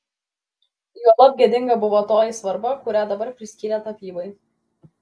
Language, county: Lithuanian, Klaipėda